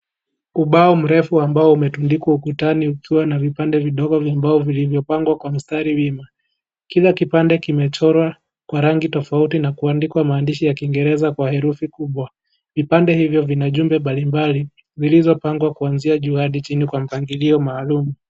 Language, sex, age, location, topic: Swahili, male, 18-24, Kisii, education